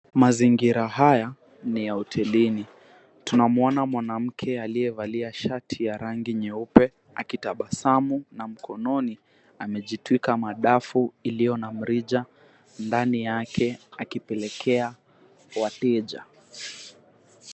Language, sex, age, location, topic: Swahili, female, 50+, Mombasa, agriculture